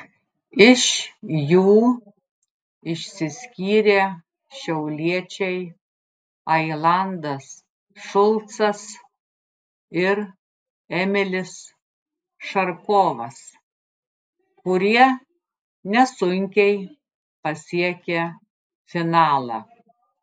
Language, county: Lithuanian, Klaipėda